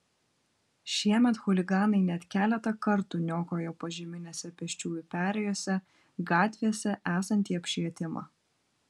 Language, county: Lithuanian, Vilnius